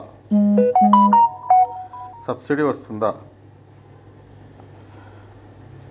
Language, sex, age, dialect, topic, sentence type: Telugu, male, 41-45, Telangana, banking, question